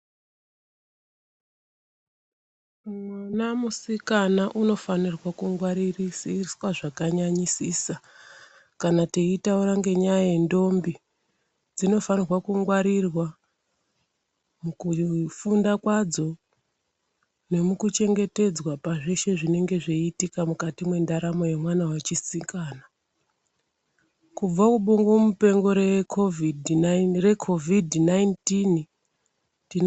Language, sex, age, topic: Ndau, female, 36-49, health